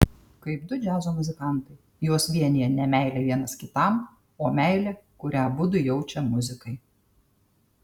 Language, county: Lithuanian, Tauragė